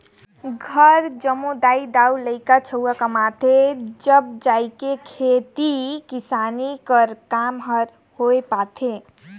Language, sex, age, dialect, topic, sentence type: Chhattisgarhi, female, 18-24, Northern/Bhandar, agriculture, statement